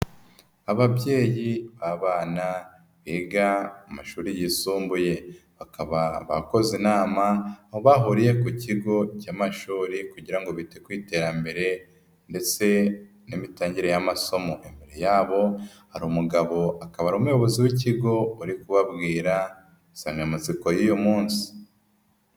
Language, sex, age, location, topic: Kinyarwanda, male, 25-35, Nyagatare, education